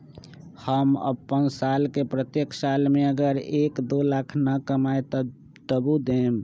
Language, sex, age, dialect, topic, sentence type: Magahi, male, 25-30, Western, banking, question